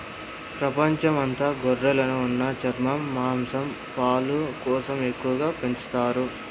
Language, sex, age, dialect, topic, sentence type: Telugu, male, 25-30, Southern, agriculture, statement